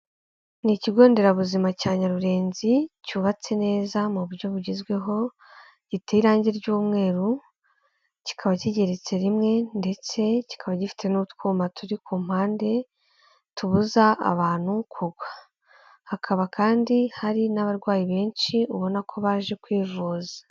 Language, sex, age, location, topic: Kinyarwanda, female, 18-24, Kigali, health